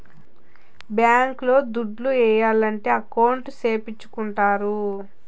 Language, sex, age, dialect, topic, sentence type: Telugu, female, 31-35, Southern, banking, statement